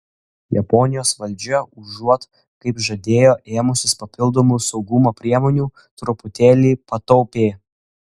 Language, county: Lithuanian, Klaipėda